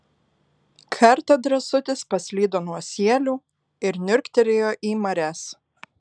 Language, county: Lithuanian, Alytus